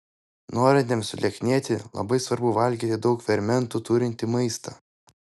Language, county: Lithuanian, Vilnius